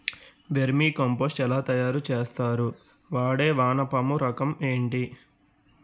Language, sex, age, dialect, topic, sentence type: Telugu, male, 18-24, Utterandhra, agriculture, question